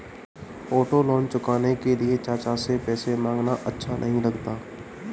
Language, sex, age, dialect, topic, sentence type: Hindi, male, 31-35, Marwari Dhudhari, banking, statement